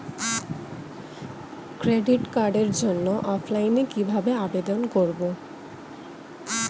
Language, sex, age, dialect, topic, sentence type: Bengali, female, 25-30, Standard Colloquial, banking, question